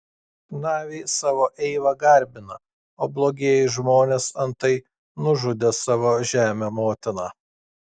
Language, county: Lithuanian, Klaipėda